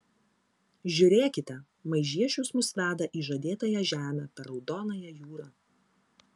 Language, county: Lithuanian, Klaipėda